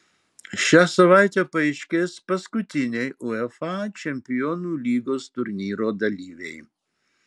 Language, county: Lithuanian, Marijampolė